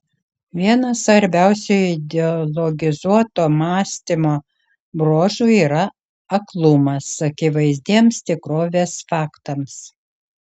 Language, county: Lithuanian, Kaunas